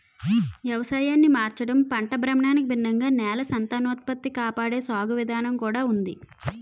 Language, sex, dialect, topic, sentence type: Telugu, female, Utterandhra, agriculture, statement